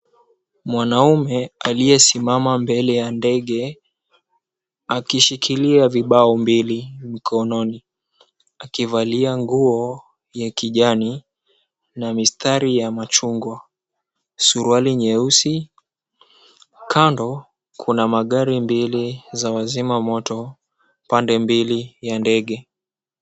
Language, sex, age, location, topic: Swahili, male, 18-24, Mombasa, government